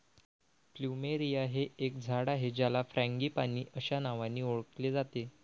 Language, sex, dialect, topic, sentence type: Marathi, male, Varhadi, agriculture, statement